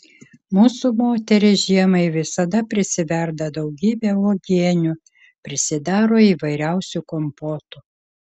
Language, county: Lithuanian, Kaunas